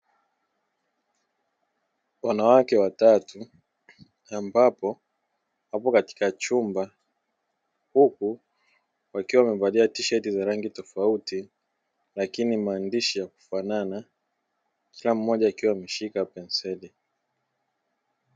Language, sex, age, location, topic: Swahili, male, 18-24, Dar es Salaam, education